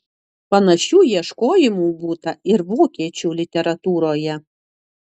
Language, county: Lithuanian, Utena